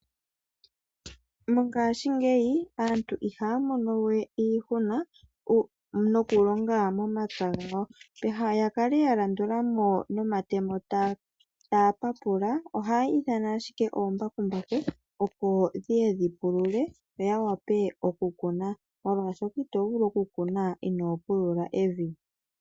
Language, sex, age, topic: Oshiwambo, female, 36-49, agriculture